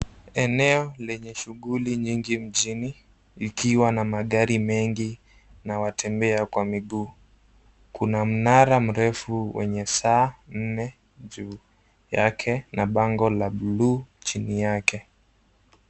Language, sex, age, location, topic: Swahili, male, 18-24, Nairobi, government